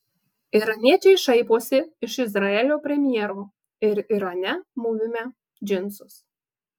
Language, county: Lithuanian, Marijampolė